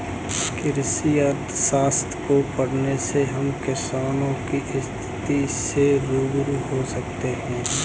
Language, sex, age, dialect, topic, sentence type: Hindi, male, 25-30, Kanauji Braj Bhasha, banking, statement